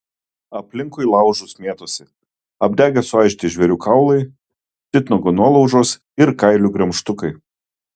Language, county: Lithuanian, Kaunas